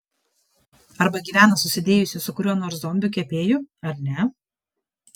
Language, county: Lithuanian, Kaunas